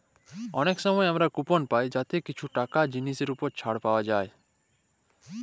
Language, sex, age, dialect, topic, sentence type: Bengali, male, 25-30, Jharkhandi, banking, statement